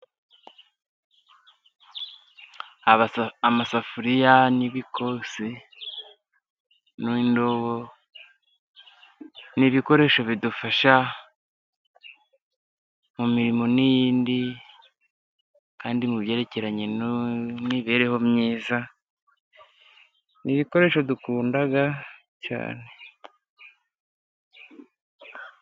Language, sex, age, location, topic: Kinyarwanda, male, 25-35, Musanze, finance